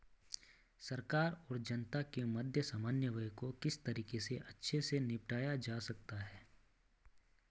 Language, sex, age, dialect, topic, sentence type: Hindi, male, 25-30, Garhwali, banking, question